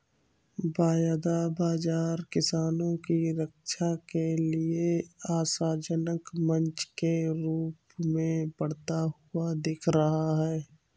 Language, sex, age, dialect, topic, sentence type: Hindi, male, 25-30, Awadhi Bundeli, banking, statement